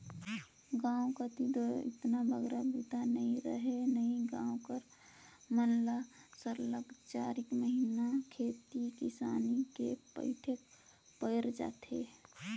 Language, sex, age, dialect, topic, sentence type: Chhattisgarhi, female, 18-24, Northern/Bhandar, agriculture, statement